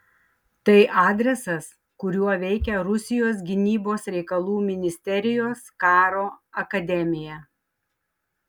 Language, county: Lithuanian, Tauragė